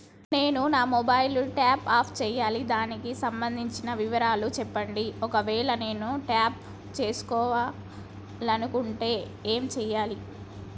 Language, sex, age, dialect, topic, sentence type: Telugu, female, 25-30, Telangana, banking, question